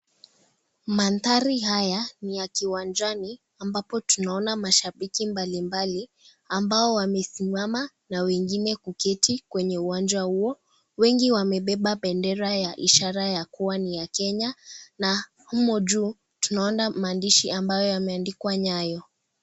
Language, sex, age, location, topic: Swahili, female, 36-49, Kisii, government